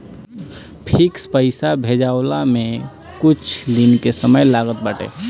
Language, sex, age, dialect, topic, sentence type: Bhojpuri, male, 25-30, Northern, banking, statement